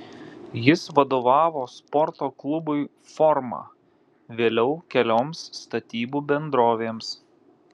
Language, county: Lithuanian, Vilnius